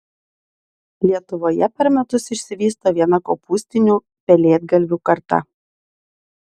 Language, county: Lithuanian, Vilnius